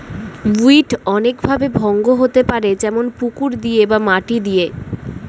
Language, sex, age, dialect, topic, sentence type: Bengali, female, 18-24, Standard Colloquial, agriculture, statement